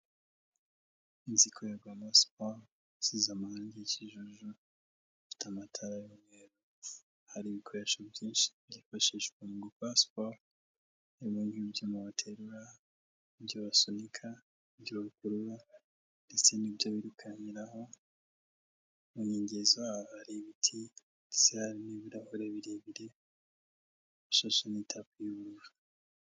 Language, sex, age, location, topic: Kinyarwanda, male, 18-24, Kigali, health